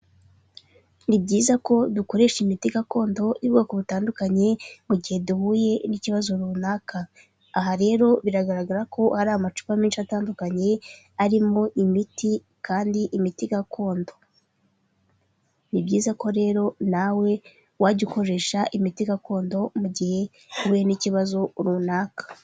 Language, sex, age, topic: Kinyarwanda, female, 25-35, health